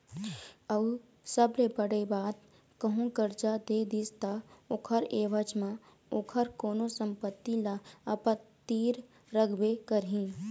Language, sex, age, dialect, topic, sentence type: Chhattisgarhi, female, 18-24, Eastern, banking, statement